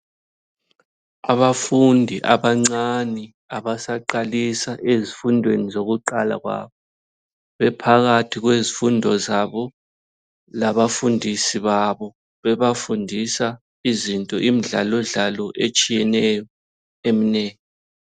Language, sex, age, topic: North Ndebele, male, 36-49, education